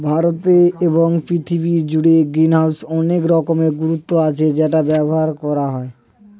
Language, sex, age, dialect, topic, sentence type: Bengali, male, 18-24, Standard Colloquial, agriculture, statement